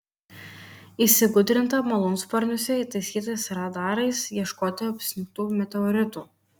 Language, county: Lithuanian, Kaunas